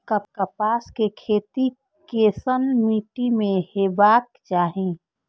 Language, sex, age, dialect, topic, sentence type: Maithili, female, 25-30, Eastern / Thethi, agriculture, question